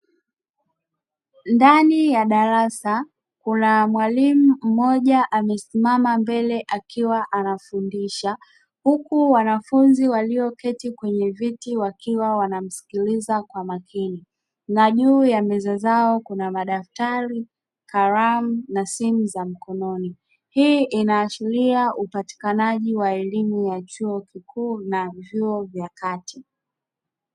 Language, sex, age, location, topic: Swahili, female, 25-35, Dar es Salaam, education